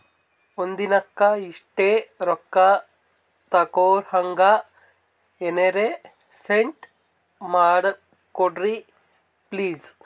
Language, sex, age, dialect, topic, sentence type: Kannada, male, 18-24, Northeastern, banking, question